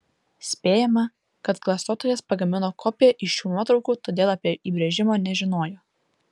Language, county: Lithuanian, Vilnius